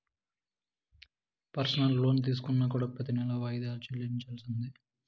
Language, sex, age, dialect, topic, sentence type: Telugu, male, 25-30, Southern, banking, statement